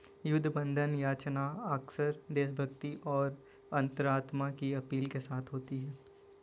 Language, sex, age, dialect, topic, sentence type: Hindi, male, 18-24, Kanauji Braj Bhasha, banking, statement